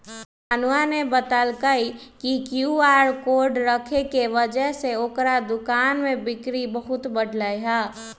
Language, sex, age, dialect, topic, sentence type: Magahi, male, 18-24, Western, banking, statement